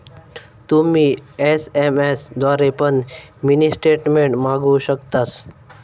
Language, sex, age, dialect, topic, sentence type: Marathi, male, 18-24, Southern Konkan, banking, statement